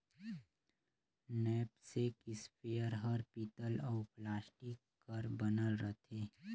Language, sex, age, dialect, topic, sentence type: Chhattisgarhi, male, 25-30, Northern/Bhandar, agriculture, statement